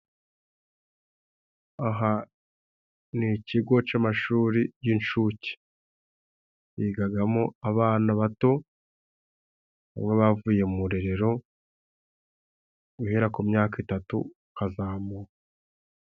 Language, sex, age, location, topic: Kinyarwanda, male, 25-35, Musanze, education